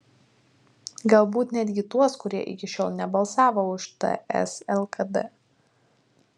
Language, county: Lithuanian, Vilnius